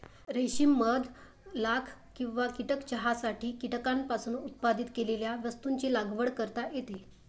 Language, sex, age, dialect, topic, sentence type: Marathi, female, 36-40, Varhadi, agriculture, statement